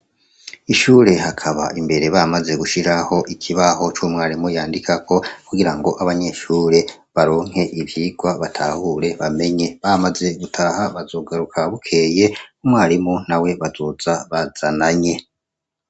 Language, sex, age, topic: Rundi, male, 25-35, education